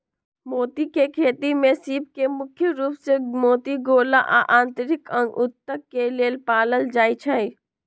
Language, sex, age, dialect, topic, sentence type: Magahi, female, 18-24, Western, agriculture, statement